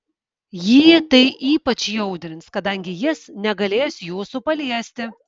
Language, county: Lithuanian, Kaunas